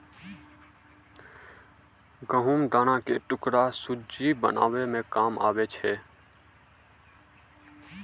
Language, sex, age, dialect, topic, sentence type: Maithili, male, 41-45, Angika, agriculture, statement